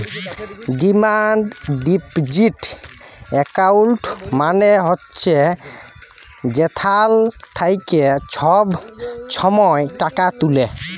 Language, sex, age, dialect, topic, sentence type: Bengali, male, 18-24, Jharkhandi, banking, statement